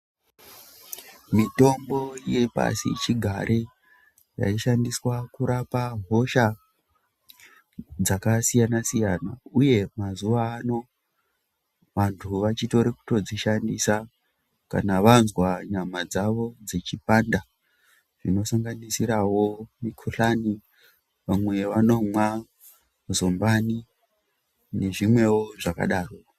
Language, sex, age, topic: Ndau, female, 18-24, health